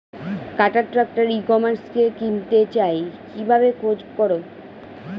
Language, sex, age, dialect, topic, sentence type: Bengali, female, 41-45, Standard Colloquial, agriculture, question